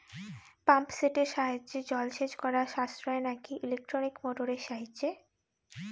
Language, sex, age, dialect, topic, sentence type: Bengali, female, 18-24, Rajbangshi, agriculture, question